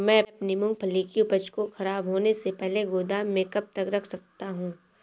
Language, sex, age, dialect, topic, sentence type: Hindi, female, 18-24, Awadhi Bundeli, agriculture, question